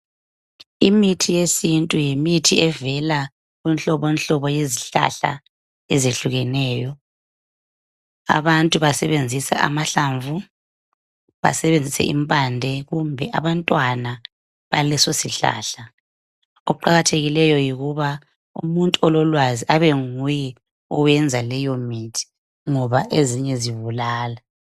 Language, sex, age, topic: North Ndebele, female, 25-35, health